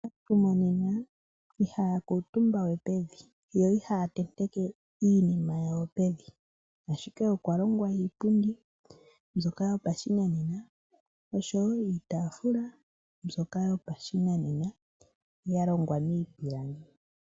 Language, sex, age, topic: Oshiwambo, male, 25-35, finance